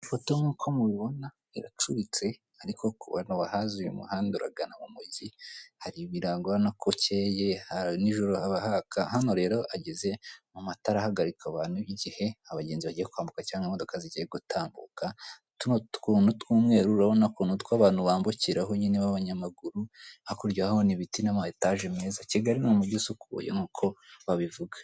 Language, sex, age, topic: Kinyarwanda, female, 18-24, government